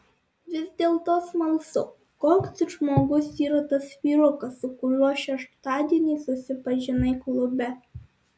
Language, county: Lithuanian, Alytus